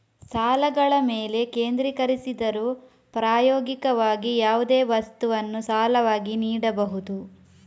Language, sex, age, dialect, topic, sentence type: Kannada, female, 25-30, Coastal/Dakshin, banking, statement